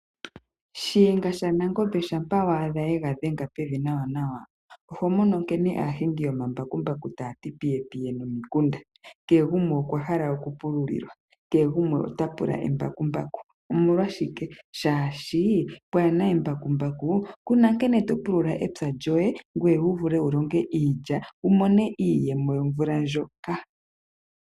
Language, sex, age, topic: Oshiwambo, female, 25-35, agriculture